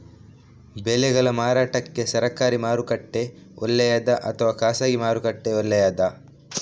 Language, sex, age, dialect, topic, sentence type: Kannada, male, 18-24, Coastal/Dakshin, agriculture, question